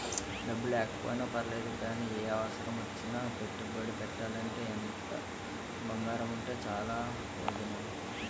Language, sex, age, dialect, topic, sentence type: Telugu, male, 18-24, Utterandhra, banking, statement